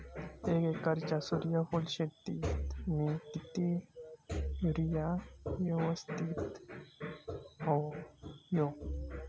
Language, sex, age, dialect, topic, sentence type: Marathi, male, 18-24, Southern Konkan, agriculture, question